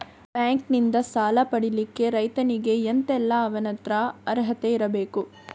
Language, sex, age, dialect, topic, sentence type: Kannada, female, 41-45, Coastal/Dakshin, banking, question